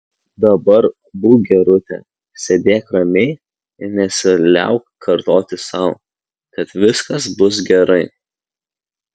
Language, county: Lithuanian, Kaunas